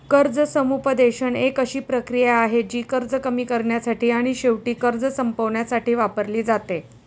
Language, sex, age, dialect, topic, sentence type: Marathi, female, 36-40, Standard Marathi, banking, statement